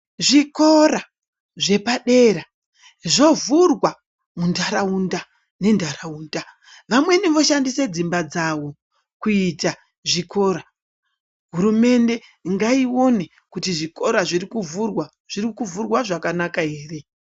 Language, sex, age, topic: Ndau, male, 25-35, education